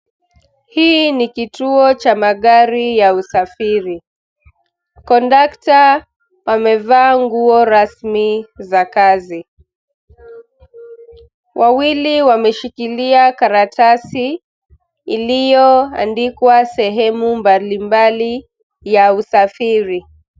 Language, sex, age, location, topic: Swahili, female, 25-35, Nairobi, government